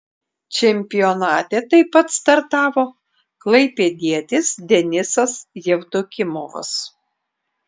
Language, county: Lithuanian, Klaipėda